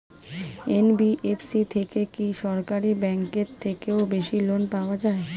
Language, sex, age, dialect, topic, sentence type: Bengali, female, 36-40, Standard Colloquial, banking, question